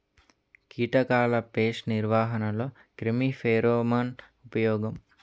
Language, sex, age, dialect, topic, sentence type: Telugu, male, 18-24, Utterandhra, agriculture, question